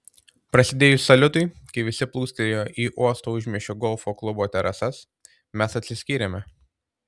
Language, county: Lithuanian, Tauragė